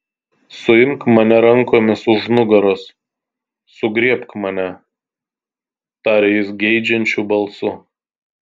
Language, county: Lithuanian, Tauragė